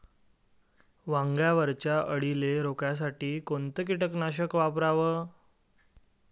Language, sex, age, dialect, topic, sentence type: Marathi, male, 18-24, Varhadi, agriculture, question